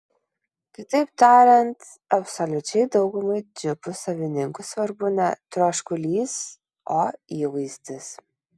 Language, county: Lithuanian, Kaunas